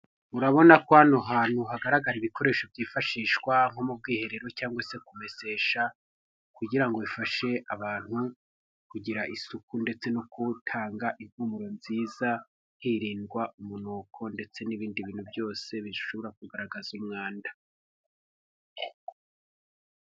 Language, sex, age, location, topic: Kinyarwanda, male, 25-35, Huye, health